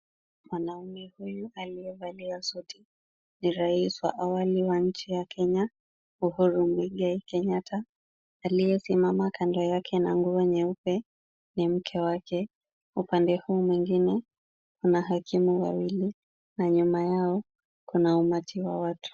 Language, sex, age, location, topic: Swahili, female, 18-24, Kisumu, government